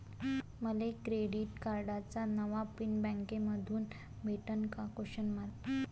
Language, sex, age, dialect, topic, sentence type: Marathi, female, 18-24, Varhadi, banking, question